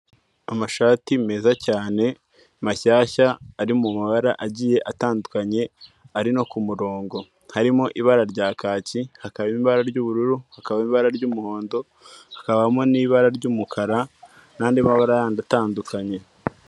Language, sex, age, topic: Kinyarwanda, male, 18-24, finance